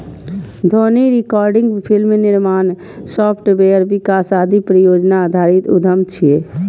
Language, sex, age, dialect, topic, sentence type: Maithili, female, 25-30, Eastern / Thethi, banking, statement